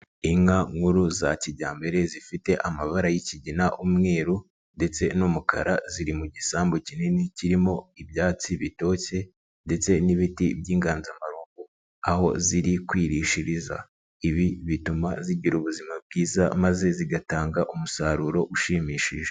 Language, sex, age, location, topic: Kinyarwanda, male, 36-49, Nyagatare, agriculture